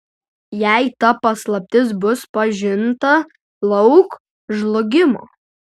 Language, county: Lithuanian, Utena